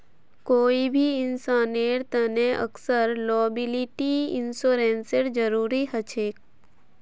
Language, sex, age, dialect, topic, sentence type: Magahi, female, 18-24, Northeastern/Surjapuri, banking, statement